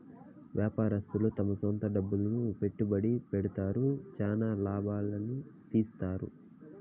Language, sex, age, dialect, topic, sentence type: Telugu, male, 25-30, Southern, banking, statement